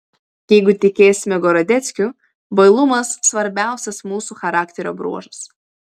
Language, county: Lithuanian, Vilnius